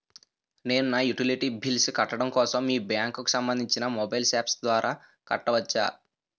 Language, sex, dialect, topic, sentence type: Telugu, male, Utterandhra, banking, question